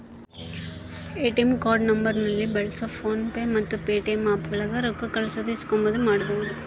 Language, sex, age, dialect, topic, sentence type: Kannada, female, 31-35, Central, banking, statement